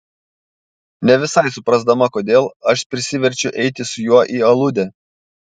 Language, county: Lithuanian, Panevėžys